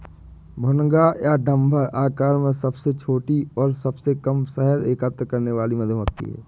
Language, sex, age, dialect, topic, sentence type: Hindi, male, 18-24, Awadhi Bundeli, agriculture, statement